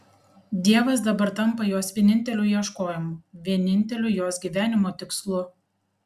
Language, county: Lithuanian, Panevėžys